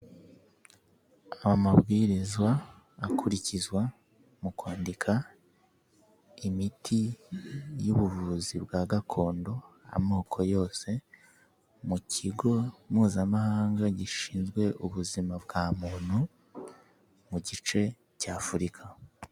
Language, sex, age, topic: Kinyarwanda, male, 18-24, health